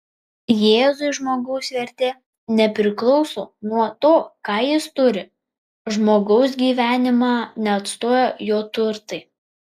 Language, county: Lithuanian, Vilnius